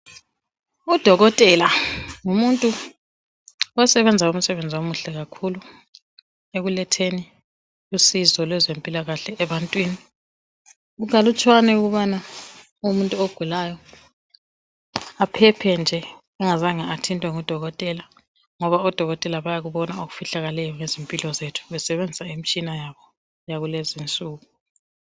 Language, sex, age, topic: North Ndebele, female, 36-49, health